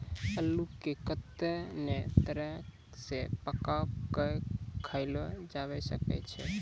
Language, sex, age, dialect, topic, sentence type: Maithili, male, 18-24, Angika, agriculture, statement